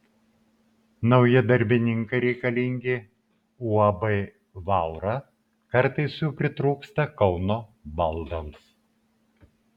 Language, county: Lithuanian, Vilnius